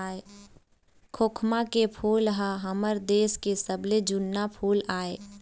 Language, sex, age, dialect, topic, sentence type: Chhattisgarhi, female, 18-24, Eastern, agriculture, statement